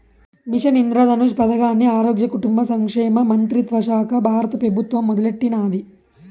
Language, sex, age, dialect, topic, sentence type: Telugu, male, 18-24, Southern, banking, statement